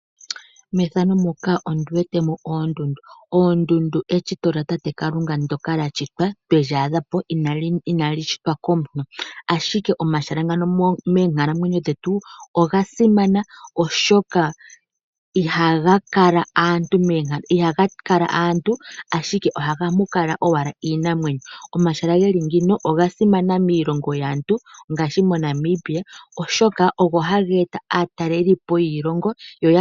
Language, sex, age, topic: Oshiwambo, female, 25-35, agriculture